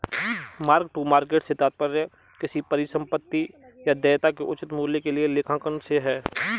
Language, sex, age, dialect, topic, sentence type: Hindi, male, 25-30, Marwari Dhudhari, banking, statement